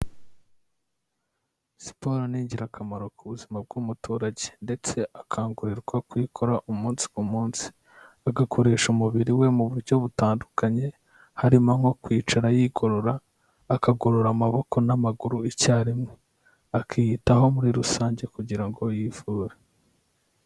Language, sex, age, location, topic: Kinyarwanda, male, 18-24, Kigali, health